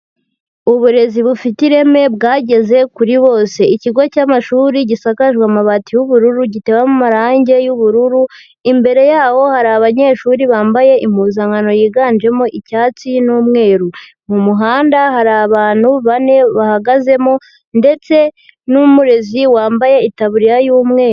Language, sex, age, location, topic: Kinyarwanda, female, 18-24, Huye, education